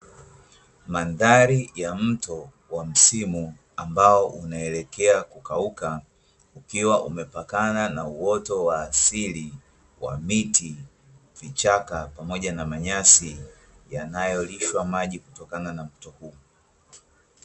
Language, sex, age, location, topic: Swahili, male, 25-35, Dar es Salaam, agriculture